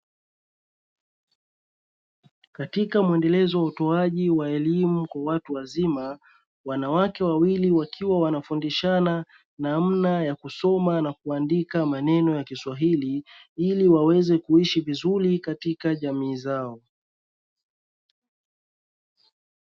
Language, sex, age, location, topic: Swahili, male, 25-35, Dar es Salaam, education